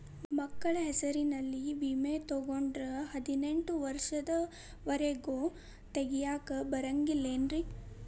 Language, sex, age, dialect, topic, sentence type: Kannada, female, 18-24, Dharwad Kannada, banking, question